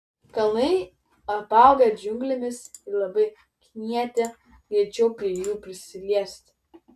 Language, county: Lithuanian, Vilnius